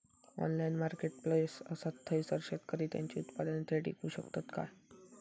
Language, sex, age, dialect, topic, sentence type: Marathi, male, 18-24, Southern Konkan, agriculture, statement